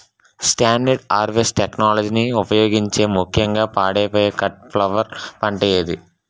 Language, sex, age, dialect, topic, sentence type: Telugu, male, 18-24, Utterandhra, agriculture, question